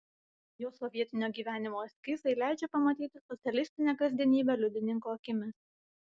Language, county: Lithuanian, Vilnius